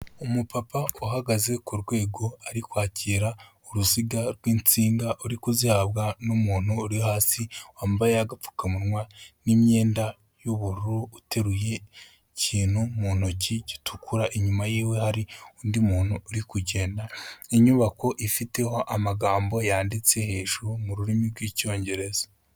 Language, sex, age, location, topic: Kinyarwanda, male, 18-24, Kigali, health